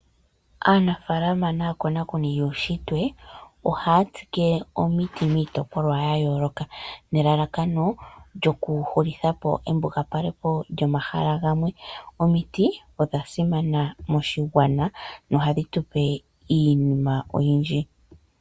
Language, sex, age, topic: Oshiwambo, female, 25-35, agriculture